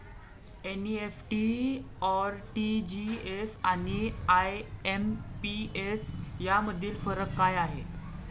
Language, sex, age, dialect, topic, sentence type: Marathi, male, 18-24, Standard Marathi, banking, question